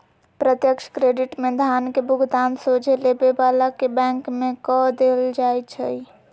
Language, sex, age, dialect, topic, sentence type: Magahi, female, 56-60, Western, banking, statement